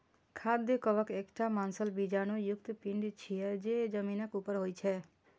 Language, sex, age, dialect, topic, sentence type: Maithili, female, 25-30, Eastern / Thethi, agriculture, statement